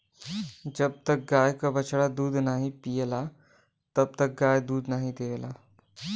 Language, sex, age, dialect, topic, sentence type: Bhojpuri, male, 18-24, Western, agriculture, statement